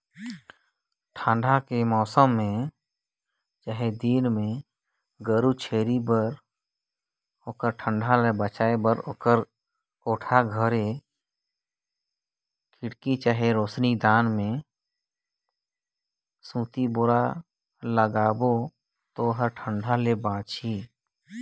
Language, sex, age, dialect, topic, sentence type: Chhattisgarhi, male, 18-24, Northern/Bhandar, agriculture, statement